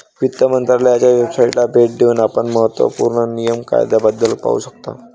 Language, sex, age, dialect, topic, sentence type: Marathi, male, 18-24, Varhadi, banking, statement